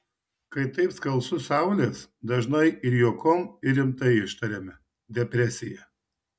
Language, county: Lithuanian, Šiauliai